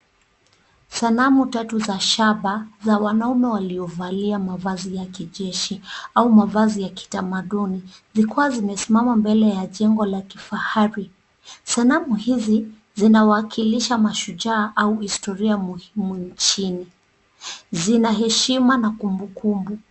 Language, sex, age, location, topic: Swahili, female, 36-49, Nairobi, government